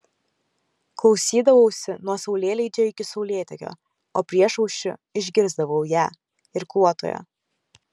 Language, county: Lithuanian, Kaunas